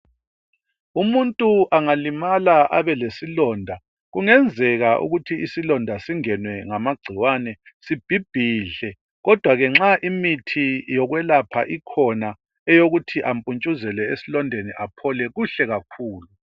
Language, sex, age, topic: North Ndebele, male, 50+, health